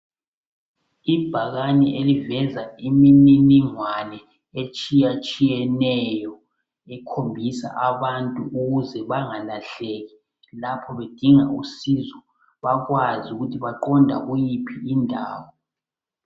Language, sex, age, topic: North Ndebele, male, 36-49, health